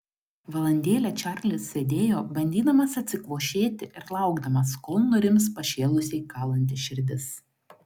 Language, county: Lithuanian, Klaipėda